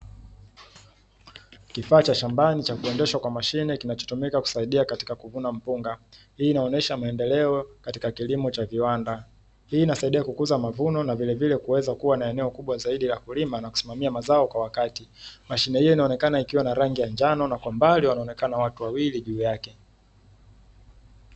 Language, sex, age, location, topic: Swahili, male, 18-24, Dar es Salaam, agriculture